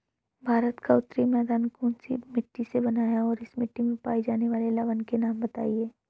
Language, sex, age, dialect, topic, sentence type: Hindi, male, 18-24, Hindustani Malvi Khadi Boli, agriculture, question